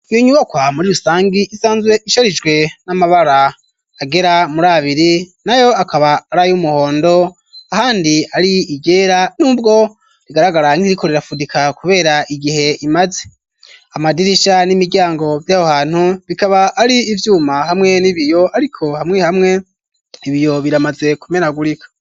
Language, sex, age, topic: Rundi, male, 25-35, education